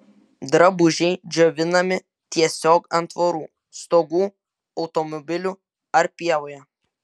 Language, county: Lithuanian, Vilnius